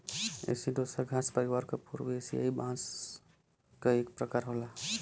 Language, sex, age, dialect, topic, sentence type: Bhojpuri, male, 25-30, Western, agriculture, statement